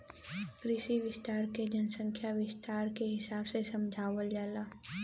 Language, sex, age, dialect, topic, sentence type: Bhojpuri, female, 18-24, Western, agriculture, statement